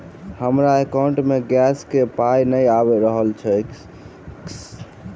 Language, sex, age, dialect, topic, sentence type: Maithili, male, 18-24, Southern/Standard, banking, question